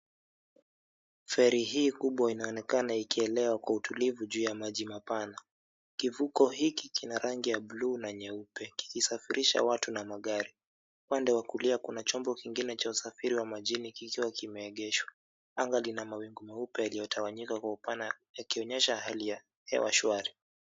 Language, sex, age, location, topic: Swahili, male, 25-35, Mombasa, government